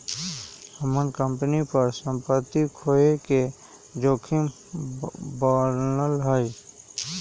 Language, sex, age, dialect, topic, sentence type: Magahi, male, 18-24, Western, banking, statement